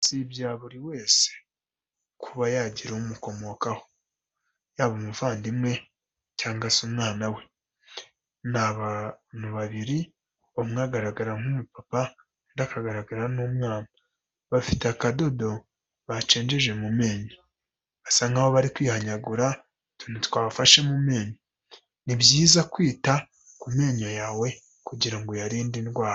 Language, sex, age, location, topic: Kinyarwanda, female, 25-35, Kigali, health